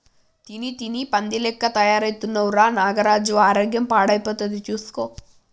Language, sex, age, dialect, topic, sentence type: Telugu, female, 18-24, Telangana, agriculture, statement